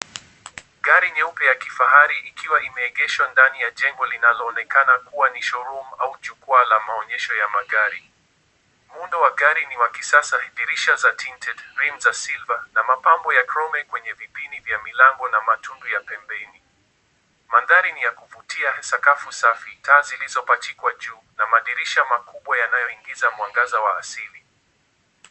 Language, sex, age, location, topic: Swahili, male, 18-24, Kisumu, finance